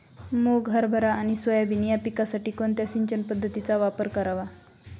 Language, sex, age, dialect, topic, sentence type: Marathi, female, 25-30, Northern Konkan, agriculture, question